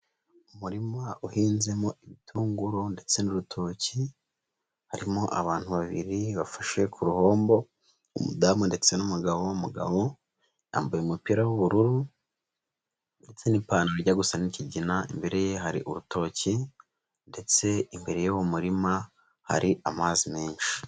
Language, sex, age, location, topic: Kinyarwanda, female, 25-35, Huye, agriculture